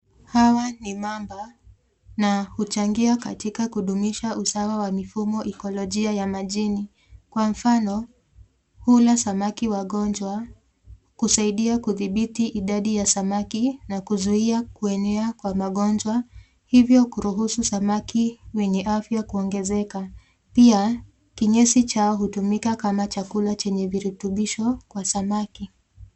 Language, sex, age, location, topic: Swahili, female, 18-24, Nairobi, government